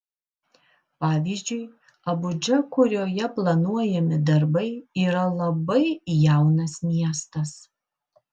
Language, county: Lithuanian, Kaunas